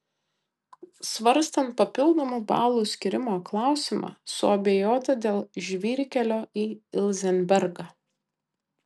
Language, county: Lithuanian, Kaunas